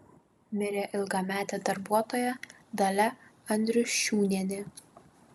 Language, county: Lithuanian, Kaunas